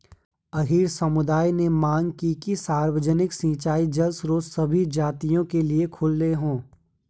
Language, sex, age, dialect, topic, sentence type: Hindi, male, 18-24, Garhwali, agriculture, statement